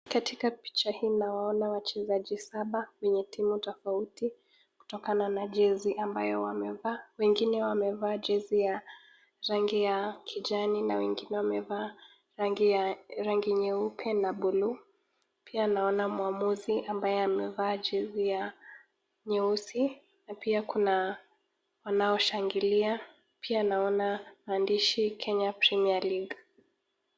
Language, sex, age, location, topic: Swahili, female, 18-24, Nakuru, government